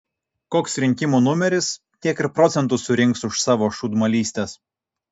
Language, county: Lithuanian, Kaunas